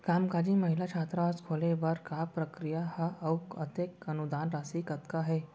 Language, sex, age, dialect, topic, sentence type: Chhattisgarhi, male, 18-24, Central, banking, question